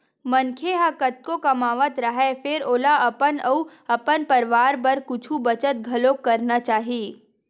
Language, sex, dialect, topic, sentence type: Chhattisgarhi, female, Western/Budati/Khatahi, banking, statement